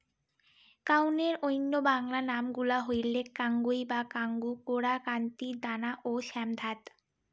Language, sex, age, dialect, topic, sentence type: Bengali, female, 18-24, Rajbangshi, agriculture, statement